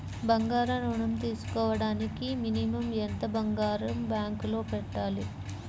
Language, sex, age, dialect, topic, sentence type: Telugu, male, 25-30, Central/Coastal, banking, question